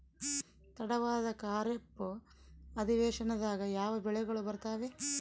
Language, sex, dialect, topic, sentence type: Kannada, female, Central, agriculture, question